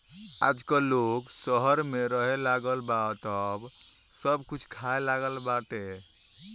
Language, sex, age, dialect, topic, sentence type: Bhojpuri, male, 18-24, Northern, agriculture, statement